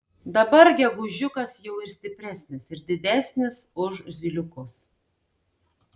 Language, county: Lithuanian, Tauragė